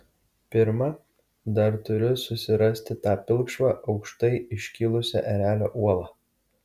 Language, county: Lithuanian, Kaunas